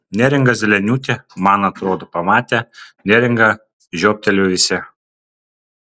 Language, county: Lithuanian, Kaunas